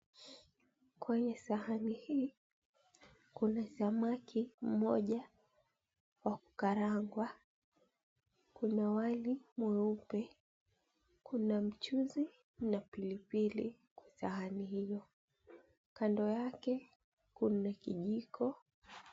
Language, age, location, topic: Swahili, 18-24, Mombasa, agriculture